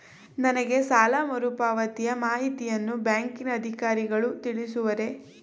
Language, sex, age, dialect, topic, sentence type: Kannada, female, 18-24, Mysore Kannada, banking, question